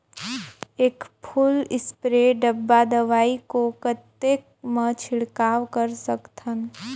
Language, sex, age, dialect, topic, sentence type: Chhattisgarhi, female, 18-24, Northern/Bhandar, agriculture, question